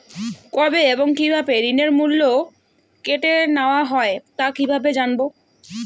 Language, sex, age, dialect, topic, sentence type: Bengali, female, 18-24, Rajbangshi, banking, question